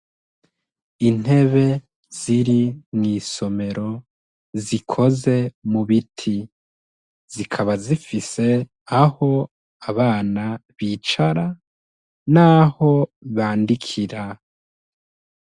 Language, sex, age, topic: Rundi, male, 25-35, education